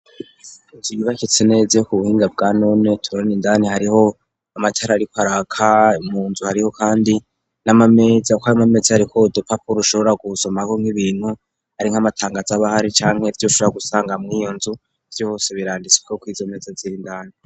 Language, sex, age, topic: Rundi, male, 36-49, education